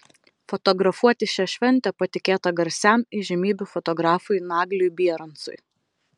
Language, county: Lithuanian, Vilnius